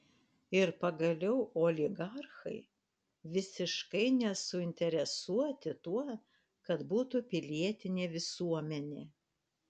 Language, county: Lithuanian, Panevėžys